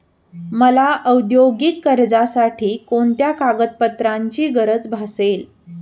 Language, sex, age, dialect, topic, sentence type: Marathi, female, 18-24, Standard Marathi, banking, question